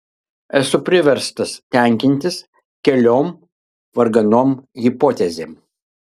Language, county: Lithuanian, Kaunas